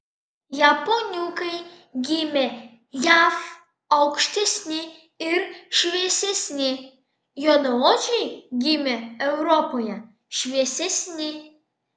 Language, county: Lithuanian, Vilnius